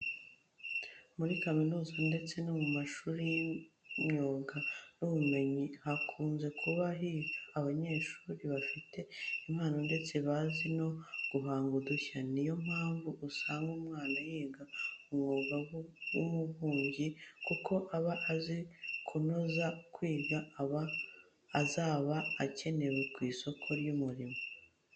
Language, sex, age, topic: Kinyarwanda, female, 36-49, education